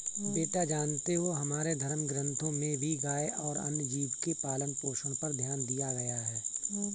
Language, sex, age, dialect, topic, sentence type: Hindi, male, 41-45, Kanauji Braj Bhasha, agriculture, statement